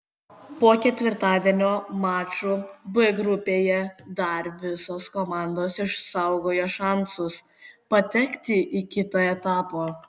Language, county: Lithuanian, Kaunas